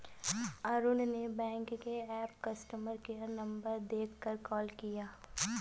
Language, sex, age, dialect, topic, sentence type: Hindi, female, 25-30, Awadhi Bundeli, banking, statement